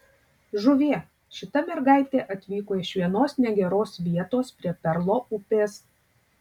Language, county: Lithuanian, Tauragė